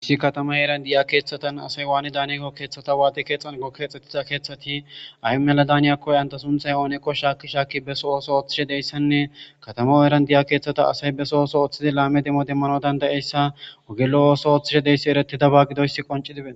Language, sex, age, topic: Gamo, male, 25-35, government